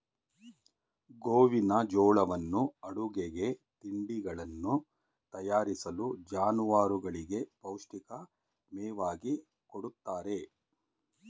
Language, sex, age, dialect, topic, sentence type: Kannada, male, 46-50, Mysore Kannada, agriculture, statement